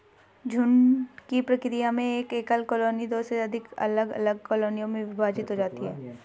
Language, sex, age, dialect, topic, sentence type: Hindi, female, 25-30, Hindustani Malvi Khadi Boli, agriculture, statement